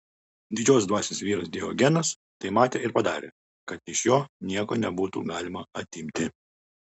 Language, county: Lithuanian, Utena